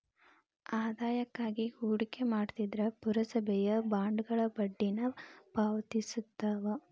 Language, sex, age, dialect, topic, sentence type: Kannada, female, 18-24, Dharwad Kannada, banking, statement